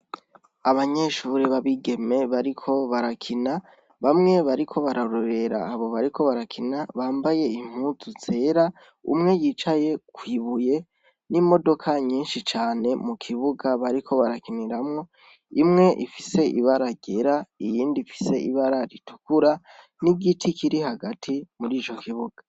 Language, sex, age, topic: Rundi, female, 18-24, education